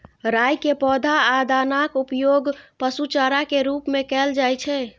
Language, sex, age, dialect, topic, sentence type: Maithili, female, 25-30, Eastern / Thethi, agriculture, statement